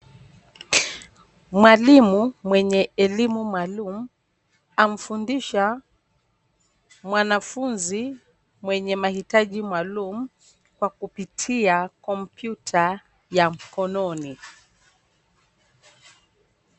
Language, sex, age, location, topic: Swahili, female, 36-49, Nairobi, education